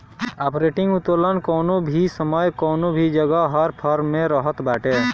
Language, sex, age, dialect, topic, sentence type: Bhojpuri, male, 18-24, Northern, banking, statement